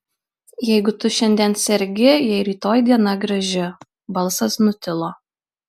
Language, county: Lithuanian, Marijampolė